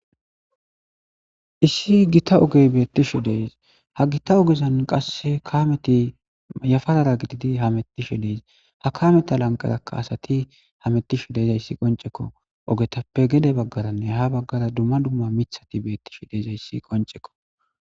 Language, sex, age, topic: Gamo, male, 25-35, government